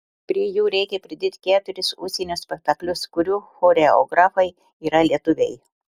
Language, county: Lithuanian, Telšiai